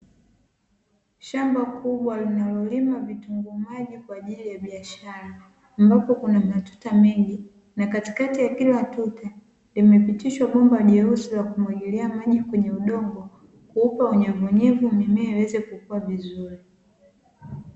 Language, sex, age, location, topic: Swahili, female, 18-24, Dar es Salaam, agriculture